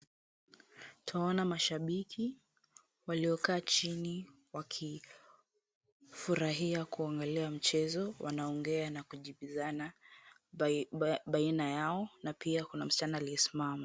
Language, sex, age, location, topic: Swahili, female, 50+, Kisumu, government